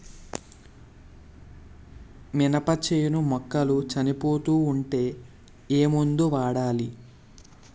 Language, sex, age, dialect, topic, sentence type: Telugu, male, 18-24, Utterandhra, agriculture, question